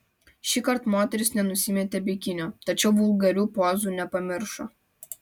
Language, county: Lithuanian, Vilnius